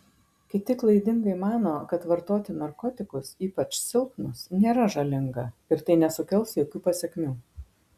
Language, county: Lithuanian, Marijampolė